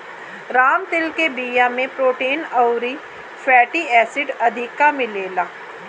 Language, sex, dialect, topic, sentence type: Bhojpuri, female, Northern, agriculture, statement